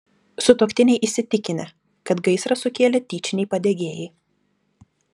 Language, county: Lithuanian, Klaipėda